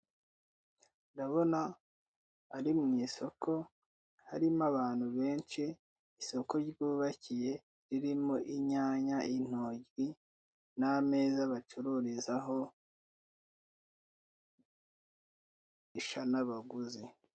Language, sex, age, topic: Kinyarwanda, male, 25-35, finance